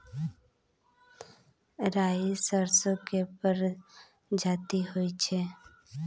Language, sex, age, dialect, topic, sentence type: Maithili, female, 25-30, Bajjika, agriculture, statement